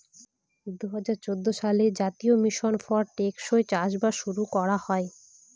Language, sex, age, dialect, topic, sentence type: Bengali, female, 18-24, Northern/Varendri, agriculture, statement